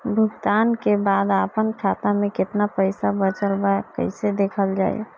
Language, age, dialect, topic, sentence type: Bhojpuri, 25-30, Northern, banking, question